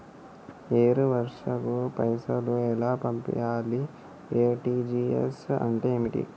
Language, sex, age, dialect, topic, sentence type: Telugu, male, 18-24, Telangana, banking, question